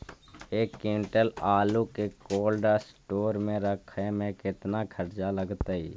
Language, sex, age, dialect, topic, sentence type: Magahi, male, 51-55, Central/Standard, agriculture, question